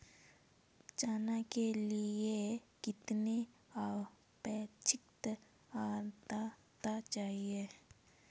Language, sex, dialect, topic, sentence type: Hindi, female, Kanauji Braj Bhasha, agriculture, question